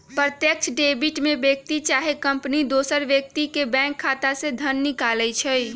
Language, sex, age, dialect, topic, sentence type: Magahi, female, 31-35, Western, banking, statement